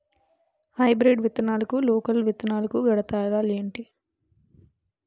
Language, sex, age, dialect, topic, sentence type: Telugu, female, 18-24, Utterandhra, agriculture, question